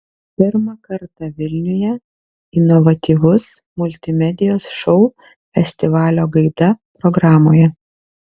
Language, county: Lithuanian, Kaunas